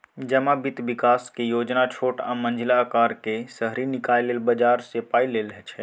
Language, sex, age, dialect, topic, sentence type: Maithili, male, 18-24, Bajjika, banking, statement